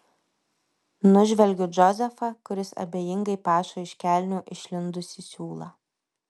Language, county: Lithuanian, Vilnius